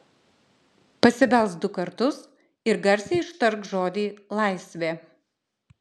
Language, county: Lithuanian, Klaipėda